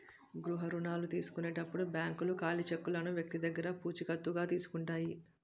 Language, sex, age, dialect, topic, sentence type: Telugu, female, 36-40, Utterandhra, banking, statement